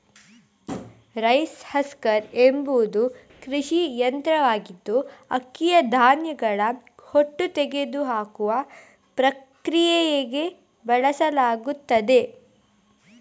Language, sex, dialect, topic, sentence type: Kannada, female, Coastal/Dakshin, agriculture, statement